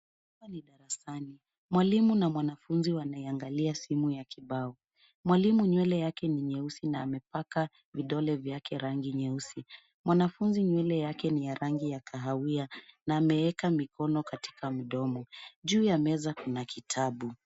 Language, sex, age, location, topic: Swahili, female, 25-35, Nairobi, education